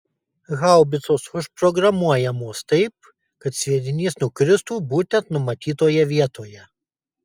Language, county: Lithuanian, Kaunas